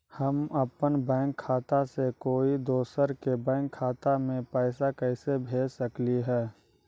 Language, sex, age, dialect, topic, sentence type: Magahi, male, 18-24, Western, banking, question